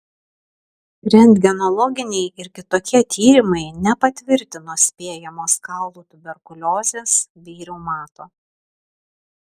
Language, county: Lithuanian, Alytus